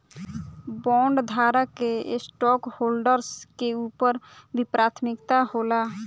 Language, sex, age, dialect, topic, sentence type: Bhojpuri, female, <18, Southern / Standard, banking, statement